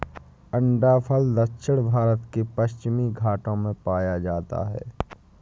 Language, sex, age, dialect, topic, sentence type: Hindi, male, 18-24, Awadhi Bundeli, agriculture, statement